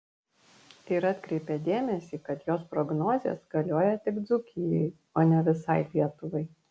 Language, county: Lithuanian, Vilnius